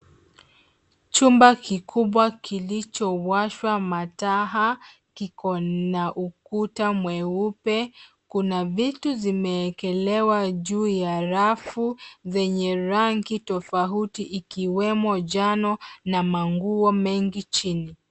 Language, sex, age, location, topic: Swahili, female, 25-35, Nairobi, finance